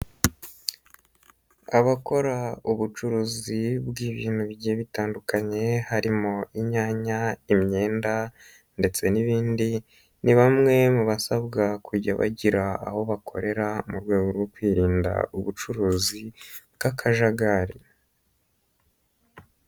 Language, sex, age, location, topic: Kinyarwanda, male, 25-35, Nyagatare, finance